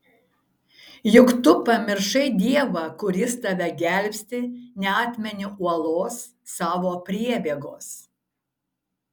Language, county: Lithuanian, Šiauliai